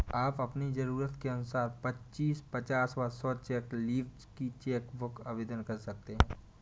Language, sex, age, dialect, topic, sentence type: Hindi, male, 25-30, Awadhi Bundeli, banking, statement